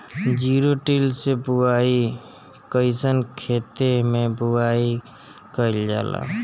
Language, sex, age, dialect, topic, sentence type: Bhojpuri, male, 25-30, Northern, agriculture, question